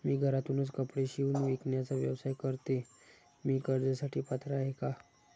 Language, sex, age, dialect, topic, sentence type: Marathi, male, 31-35, Standard Marathi, banking, question